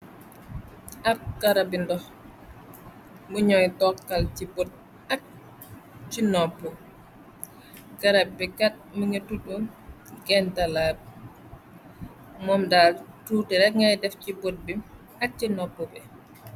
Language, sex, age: Wolof, female, 18-24